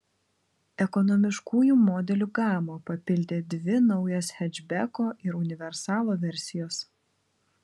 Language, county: Lithuanian, Vilnius